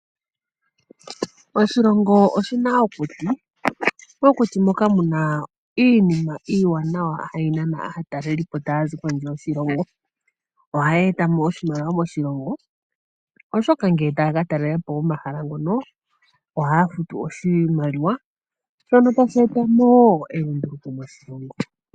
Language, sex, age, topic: Oshiwambo, female, 25-35, agriculture